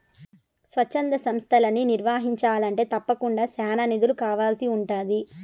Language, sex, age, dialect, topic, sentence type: Telugu, male, 18-24, Southern, banking, statement